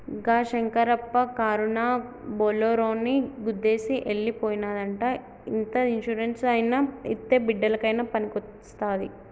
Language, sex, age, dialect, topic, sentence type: Telugu, female, 18-24, Telangana, banking, statement